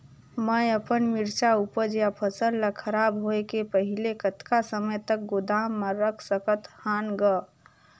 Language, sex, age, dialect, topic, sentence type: Chhattisgarhi, female, 41-45, Northern/Bhandar, agriculture, question